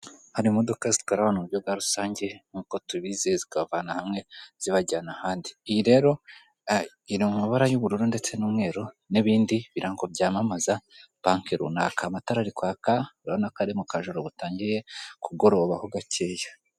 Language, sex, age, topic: Kinyarwanda, female, 25-35, government